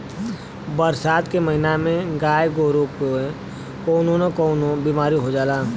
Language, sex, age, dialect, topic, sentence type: Bhojpuri, male, 60-100, Western, agriculture, statement